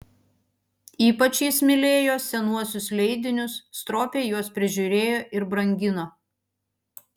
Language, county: Lithuanian, Panevėžys